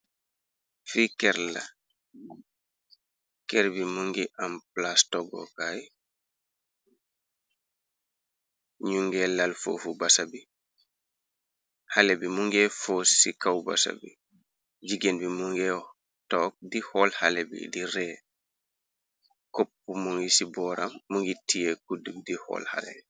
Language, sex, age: Wolof, male, 36-49